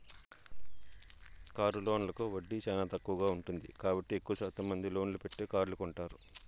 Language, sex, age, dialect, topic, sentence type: Telugu, male, 41-45, Southern, banking, statement